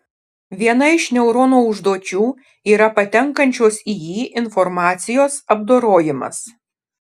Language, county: Lithuanian, Šiauliai